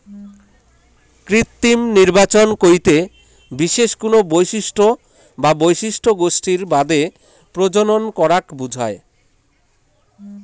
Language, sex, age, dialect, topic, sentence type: Bengali, male, 18-24, Rajbangshi, agriculture, statement